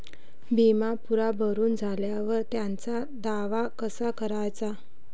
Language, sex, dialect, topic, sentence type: Marathi, female, Varhadi, banking, question